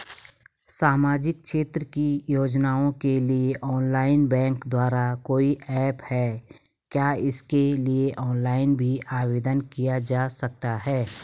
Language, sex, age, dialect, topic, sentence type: Hindi, female, 36-40, Garhwali, banking, question